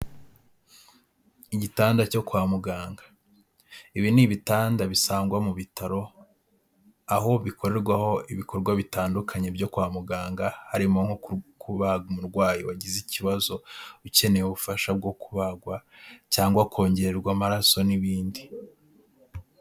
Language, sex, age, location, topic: Kinyarwanda, male, 18-24, Kigali, health